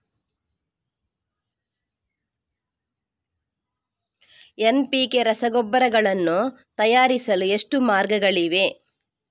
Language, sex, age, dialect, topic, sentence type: Kannada, female, 41-45, Coastal/Dakshin, agriculture, question